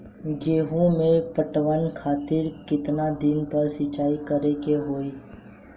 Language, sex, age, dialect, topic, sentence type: Bhojpuri, male, 18-24, Southern / Standard, agriculture, question